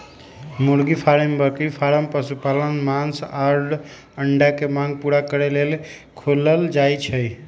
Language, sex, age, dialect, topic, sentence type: Magahi, male, 18-24, Western, agriculture, statement